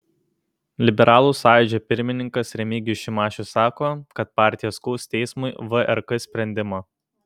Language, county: Lithuanian, Kaunas